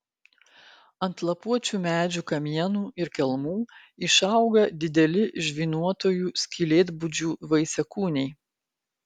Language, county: Lithuanian, Klaipėda